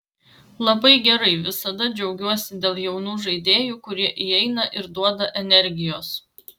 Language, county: Lithuanian, Vilnius